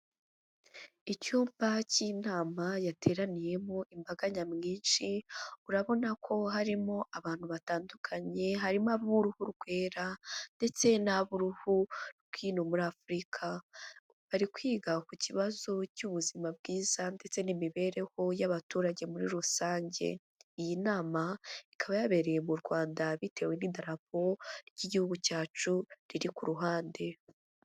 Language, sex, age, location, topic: Kinyarwanda, female, 25-35, Huye, health